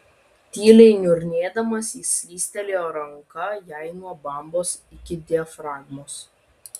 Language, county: Lithuanian, Vilnius